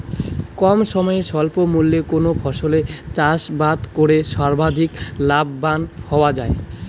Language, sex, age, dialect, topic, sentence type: Bengali, male, 18-24, Rajbangshi, agriculture, question